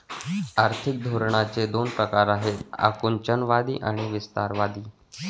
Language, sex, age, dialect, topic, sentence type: Marathi, male, 25-30, Varhadi, banking, statement